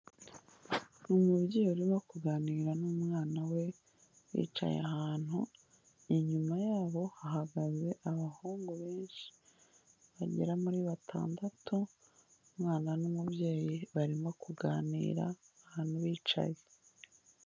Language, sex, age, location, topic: Kinyarwanda, female, 25-35, Kigali, health